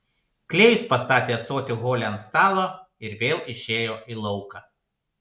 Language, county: Lithuanian, Panevėžys